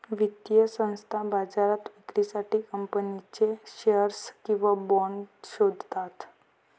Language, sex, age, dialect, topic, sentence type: Marathi, female, 18-24, Varhadi, banking, statement